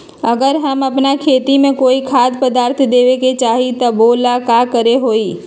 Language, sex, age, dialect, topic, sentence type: Magahi, female, 36-40, Western, agriculture, question